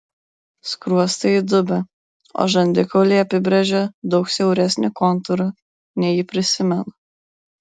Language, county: Lithuanian, Vilnius